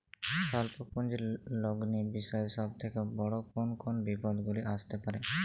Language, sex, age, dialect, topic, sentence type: Bengali, male, 18-24, Jharkhandi, banking, question